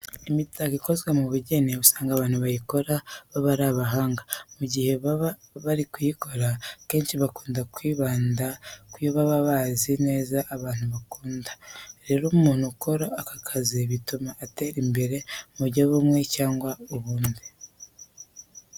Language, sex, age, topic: Kinyarwanda, female, 36-49, education